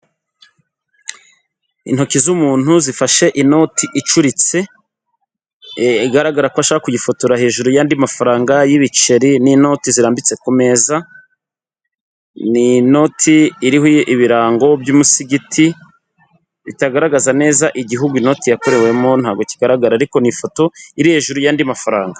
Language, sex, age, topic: Kinyarwanda, male, 25-35, finance